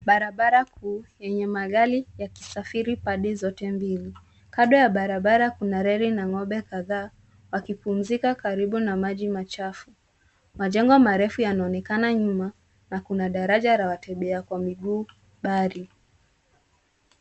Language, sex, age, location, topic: Swahili, female, 18-24, Nairobi, government